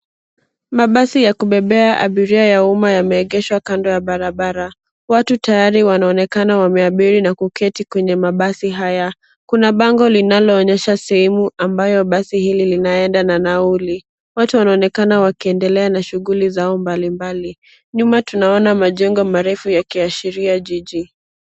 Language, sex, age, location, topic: Swahili, female, 18-24, Nairobi, government